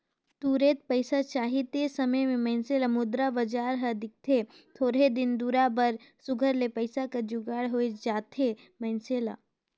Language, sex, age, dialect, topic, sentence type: Chhattisgarhi, female, 18-24, Northern/Bhandar, banking, statement